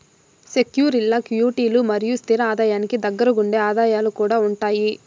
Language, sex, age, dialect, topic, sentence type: Telugu, female, 51-55, Southern, banking, statement